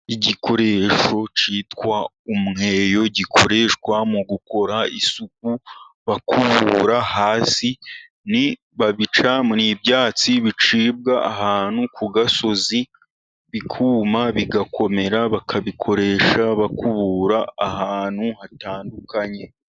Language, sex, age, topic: Kinyarwanda, male, 36-49, government